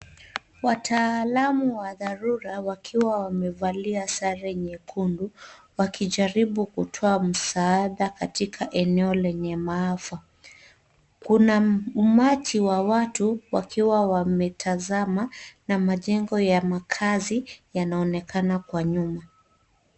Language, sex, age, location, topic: Swahili, female, 25-35, Nairobi, health